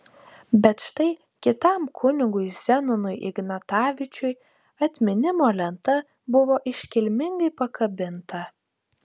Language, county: Lithuanian, Utena